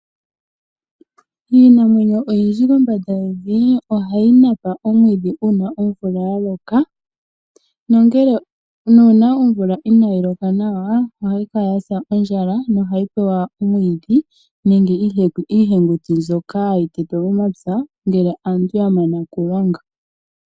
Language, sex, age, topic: Oshiwambo, female, 18-24, agriculture